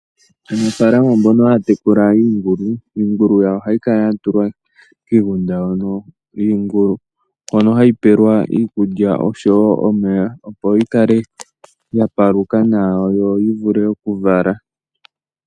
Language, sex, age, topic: Oshiwambo, male, 18-24, agriculture